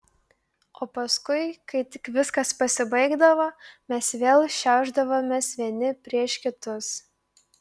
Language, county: Lithuanian, Klaipėda